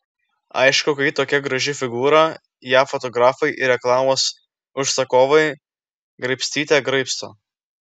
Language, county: Lithuanian, Klaipėda